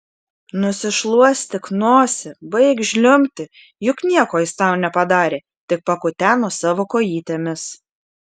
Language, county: Lithuanian, Šiauliai